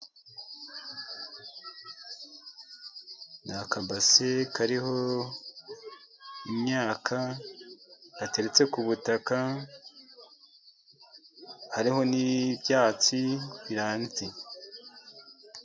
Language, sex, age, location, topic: Kinyarwanda, male, 50+, Musanze, agriculture